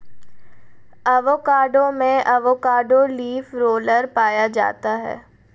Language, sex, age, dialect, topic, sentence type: Hindi, female, 18-24, Marwari Dhudhari, agriculture, statement